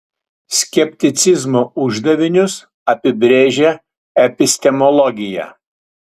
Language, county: Lithuanian, Utena